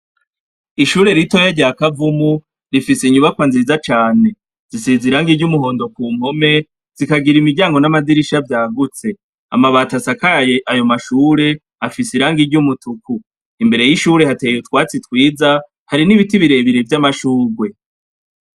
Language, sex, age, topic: Rundi, male, 36-49, education